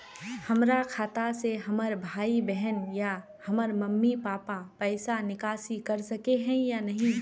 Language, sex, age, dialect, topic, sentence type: Magahi, female, 25-30, Northeastern/Surjapuri, banking, question